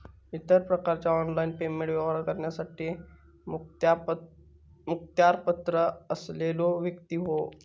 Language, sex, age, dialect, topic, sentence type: Marathi, male, 18-24, Southern Konkan, banking, statement